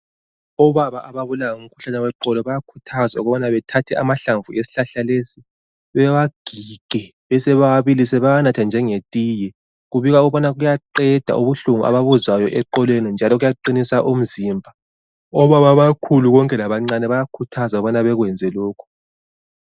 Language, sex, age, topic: North Ndebele, male, 36-49, health